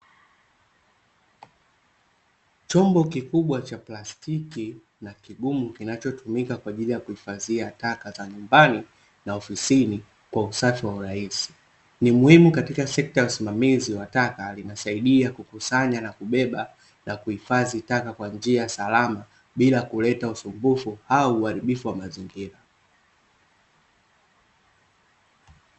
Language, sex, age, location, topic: Swahili, male, 25-35, Dar es Salaam, government